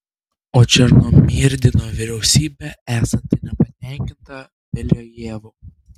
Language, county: Lithuanian, Klaipėda